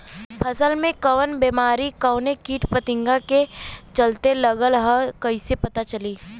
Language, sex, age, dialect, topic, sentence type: Bhojpuri, female, 18-24, Western, agriculture, question